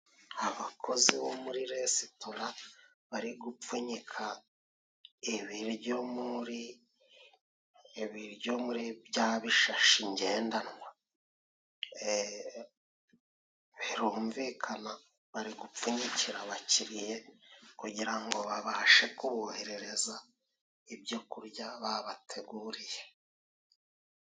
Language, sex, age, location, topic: Kinyarwanda, male, 36-49, Musanze, education